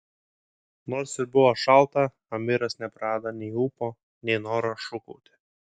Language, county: Lithuanian, Kaunas